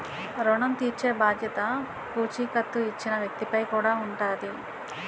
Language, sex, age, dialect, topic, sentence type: Telugu, female, 41-45, Utterandhra, banking, statement